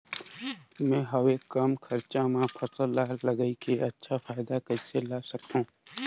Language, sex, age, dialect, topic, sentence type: Chhattisgarhi, male, 25-30, Northern/Bhandar, agriculture, question